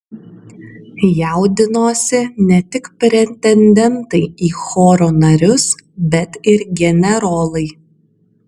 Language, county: Lithuanian, Kaunas